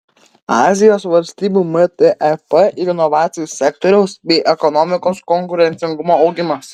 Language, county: Lithuanian, Vilnius